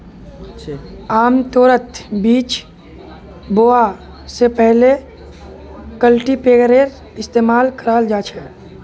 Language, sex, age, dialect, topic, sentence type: Magahi, male, 18-24, Northeastern/Surjapuri, agriculture, statement